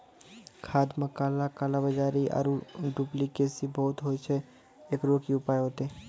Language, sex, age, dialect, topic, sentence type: Maithili, male, 41-45, Angika, agriculture, question